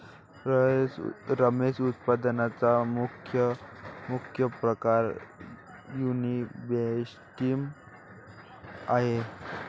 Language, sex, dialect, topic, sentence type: Marathi, male, Varhadi, agriculture, statement